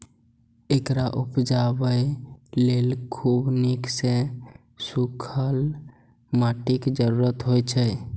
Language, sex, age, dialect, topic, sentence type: Maithili, male, 18-24, Eastern / Thethi, agriculture, statement